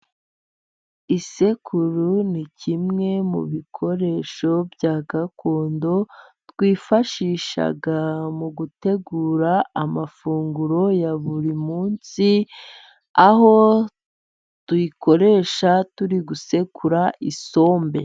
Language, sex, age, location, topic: Kinyarwanda, female, 25-35, Musanze, government